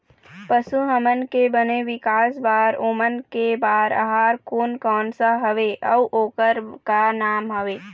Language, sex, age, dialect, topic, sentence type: Chhattisgarhi, female, 18-24, Eastern, agriculture, question